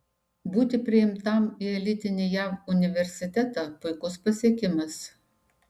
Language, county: Lithuanian, Šiauliai